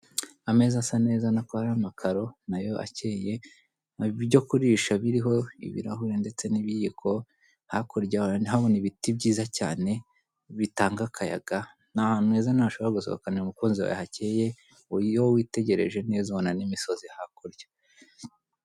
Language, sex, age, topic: Kinyarwanda, female, 25-35, finance